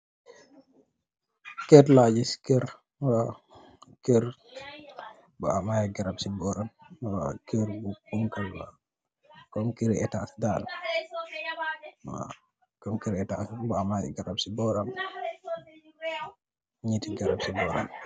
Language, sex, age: Wolof, male, 18-24